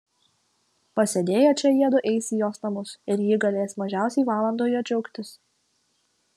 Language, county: Lithuanian, Kaunas